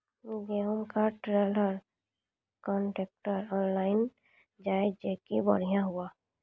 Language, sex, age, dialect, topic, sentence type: Maithili, female, 25-30, Angika, agriculture, question